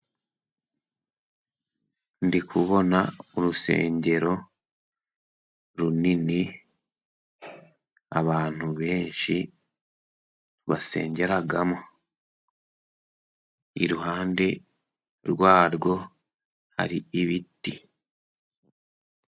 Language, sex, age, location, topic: Kinyarwanda, male, 18-24, Musanze, government